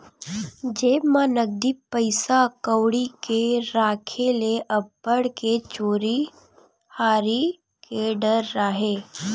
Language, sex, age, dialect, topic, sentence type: Chhattisgarhi, female, 31-35, Western/Budati/Khatahi, banking, statement